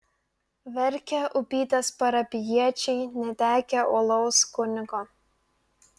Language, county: Lithuanian, Klaipėda